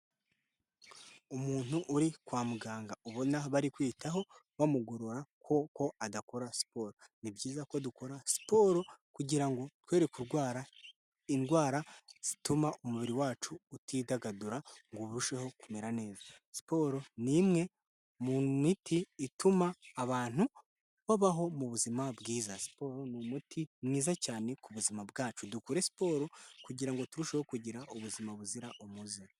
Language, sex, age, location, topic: Kinyarwanda, male, 18-24, Kigali, health